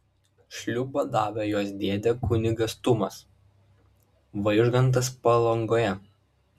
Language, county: Lithuanian, Klaipėda